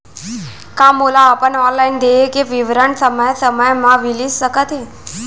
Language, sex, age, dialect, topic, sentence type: Chhattisgarhi, female, 25-30, Central, banking, question